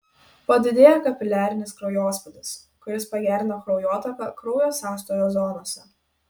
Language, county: Lithuanian, Kaunas